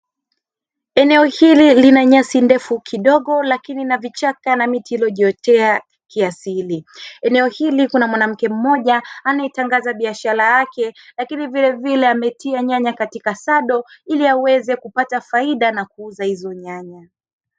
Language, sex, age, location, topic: Swahili, female, 25-35, Dar es Salaam, agriculture